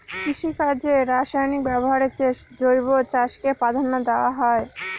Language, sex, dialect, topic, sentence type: Bengali, female, Northern/Varendri, agriculture, statement